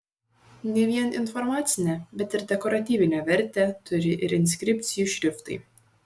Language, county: Lithuanian, Šiauliai